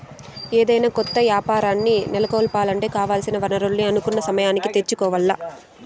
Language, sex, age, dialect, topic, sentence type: Telugu, female, 18-24, Southern, banking, statement